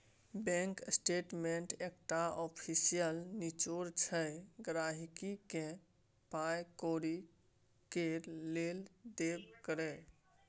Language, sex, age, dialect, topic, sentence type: Maithili, male, 18-24, Bajjika, banking, statement